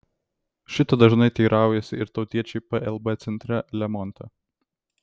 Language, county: Lithuanian, Vilnius